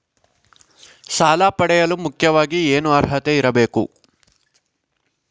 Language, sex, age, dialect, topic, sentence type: Kannada, male, 56-60, Central, banking, question